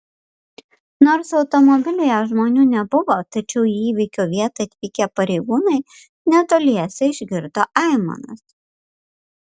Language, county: Lithuanian, Panevėžys